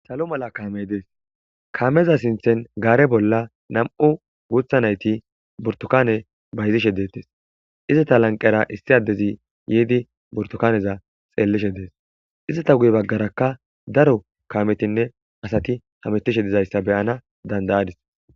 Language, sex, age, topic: Gamo, male, 18-24, agriculture